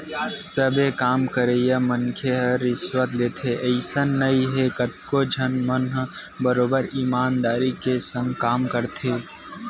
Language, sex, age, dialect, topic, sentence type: Chhattisgarhi, male, 18-24, Western/Budati/Khatahi, banking, statement